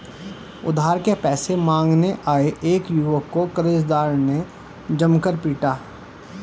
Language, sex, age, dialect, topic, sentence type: Hindi, male, 36-40, Hindustani Malvi Khadi Boli, banking, statement